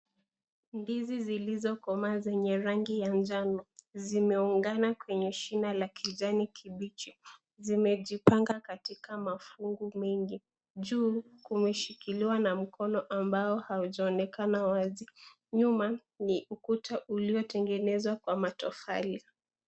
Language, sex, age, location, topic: Swahili, female, 18-24, Kisii, agriculture